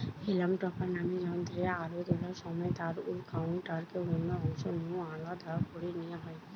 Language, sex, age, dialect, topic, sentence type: Bengali, female, 18-24, Western, agriculture, statement